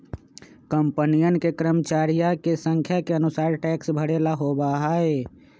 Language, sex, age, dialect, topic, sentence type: Magahi, male, 25-30, Western, banking, statement